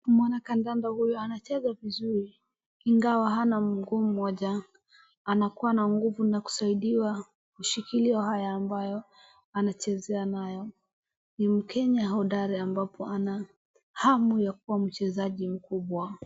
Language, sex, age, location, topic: Swahili, female, 36-49, Wajir, education